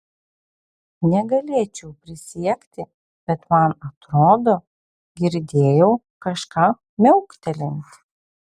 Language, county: Lithuanian, Vilnius